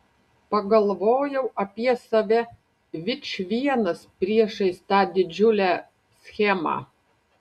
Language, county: Lithuanian, Panevėžys